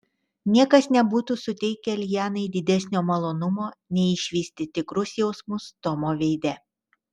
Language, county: Lithuanian, Telšiai